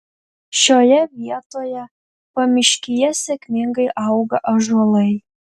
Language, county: Lithuanian, Panevėžys